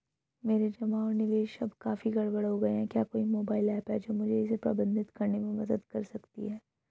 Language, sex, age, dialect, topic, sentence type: Hindi, male, 18-24, Hindustani Malvi Khadi Boli, banking, question